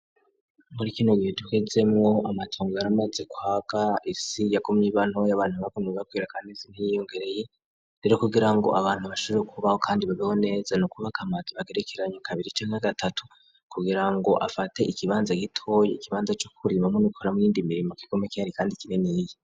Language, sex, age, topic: Rundi, male, 36-49, education